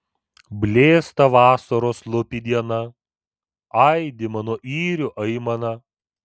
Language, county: Lithuanian, Vilnius